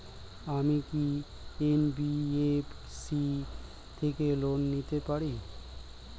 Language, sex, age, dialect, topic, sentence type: Bengali, male, 36-40, Standard Colloquial, banking, question